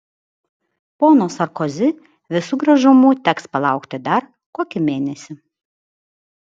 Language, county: Lithuanian, Vilnius